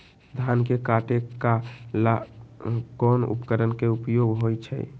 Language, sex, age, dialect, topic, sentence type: Magahi, male, 18-24, Western, agriculture, question